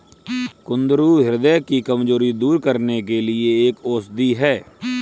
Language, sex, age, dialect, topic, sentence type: Hindi, male, 25-30, Kanauji Braj Bhasha, agriculture, statement